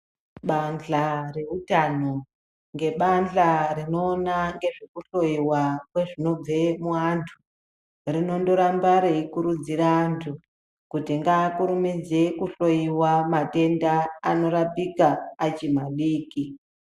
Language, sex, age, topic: Ndau, male, 25-35, health